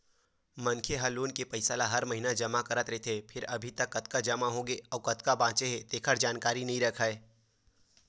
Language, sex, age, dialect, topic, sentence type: Chhattisgarhi, male, 18-24, Western/Budati/Khatahi, banking, statement